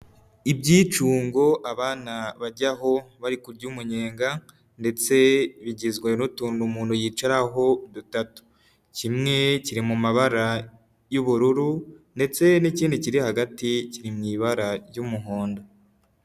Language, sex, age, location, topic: Kinyarwanda, female, 25-35, Huye, health